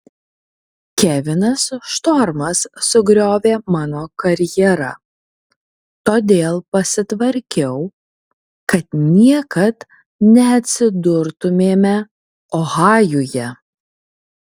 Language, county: Lithuanian, Kaunas